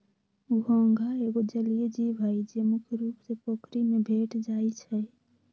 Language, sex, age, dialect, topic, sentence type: Magahi, female, 18-24, Western, agriculture, statement